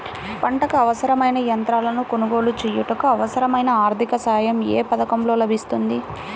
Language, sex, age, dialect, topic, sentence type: Telugu, female, 18-24, Central/Coastal, agriculture, question